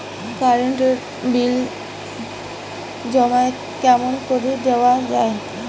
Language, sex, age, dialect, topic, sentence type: Bengali, female, 18-24, Rajbangshi, banking, question